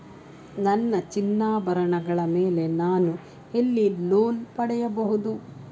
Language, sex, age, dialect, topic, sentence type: Kannada, female, 46-50, Mysore Kannada, banking, statement